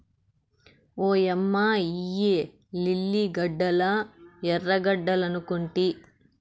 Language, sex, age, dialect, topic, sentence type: Telugu, male, 18-24, Southern, agriculture, statement